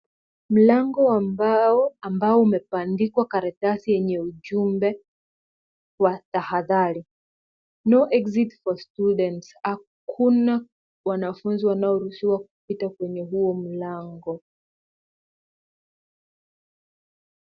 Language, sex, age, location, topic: Swahili, female, 18-24, Kisumu, education